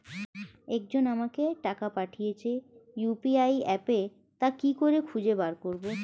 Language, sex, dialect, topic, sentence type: Bengali, female, Standard Colloquial, banking, question